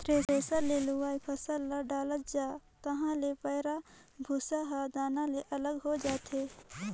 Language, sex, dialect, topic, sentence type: Chhattisgarhi, female, Northern/Bhandar, agriculture, statement